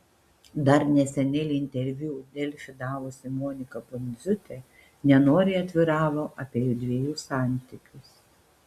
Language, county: Lithuanian, Panevėžys